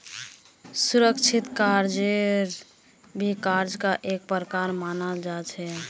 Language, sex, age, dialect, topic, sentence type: Magahi, female, 18-24, Northeastern/Surjapuri, banking, statement